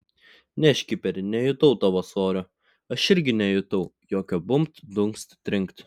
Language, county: Lithuanian, Klaipėda